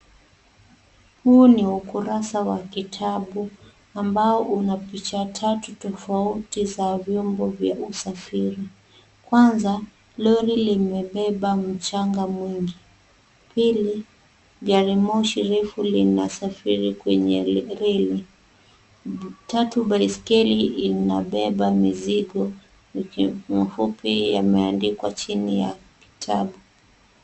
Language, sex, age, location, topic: Swahili, female, 18-24, Kisumu, education